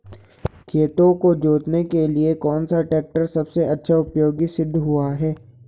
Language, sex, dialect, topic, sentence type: Hindi, male, Garhwali, agriculture, question